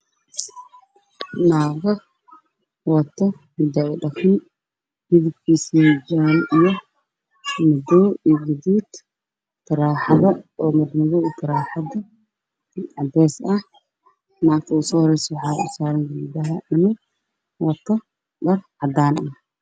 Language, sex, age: Somali, male, 18-24